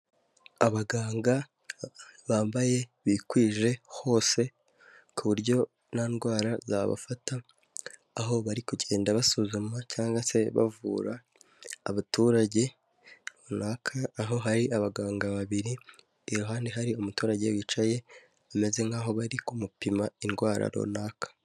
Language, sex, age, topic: Kinyarwanda, male, 18-24, health